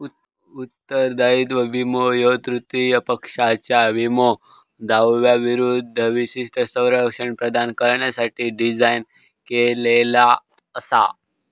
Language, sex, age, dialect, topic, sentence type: Marathi, male, 18-24, Southern Konkan, banking, statement